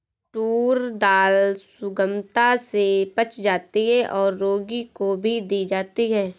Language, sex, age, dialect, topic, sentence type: Hindi, female, 18-24, Awadhi Bundeli, agriculture, statement